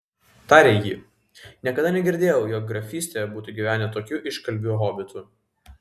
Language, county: Lithuanian, Vilnius